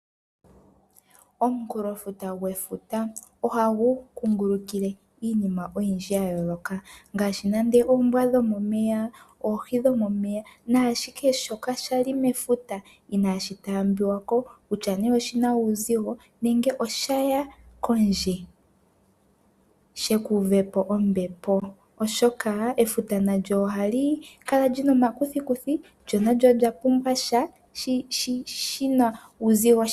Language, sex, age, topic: Oshiwambo, female, 18-24, agriculture